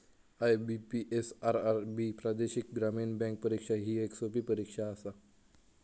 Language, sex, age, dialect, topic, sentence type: Marathi, male, 18-24, Southern Konkan, banking, statement